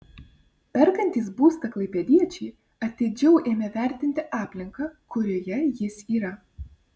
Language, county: Lithuanian, Vilnius